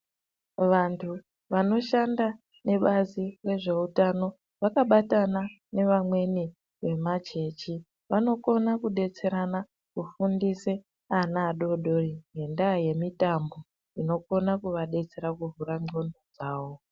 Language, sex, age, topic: Ndau, female, 36-49, health